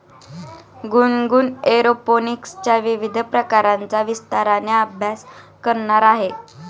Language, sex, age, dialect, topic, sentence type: Marathi, male, 41-45, Standard Marathi, agriculture, statement